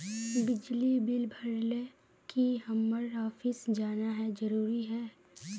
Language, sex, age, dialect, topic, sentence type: Magahi, female, 18-24, Northeastern/Surjapuri, banking, question